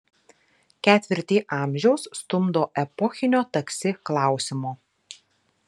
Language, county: Lithuanian, Marijampolė